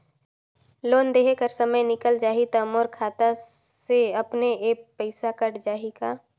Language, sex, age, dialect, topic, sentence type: Chhattisgarhi, female, 25-30, Northern/Bhandar, banking, question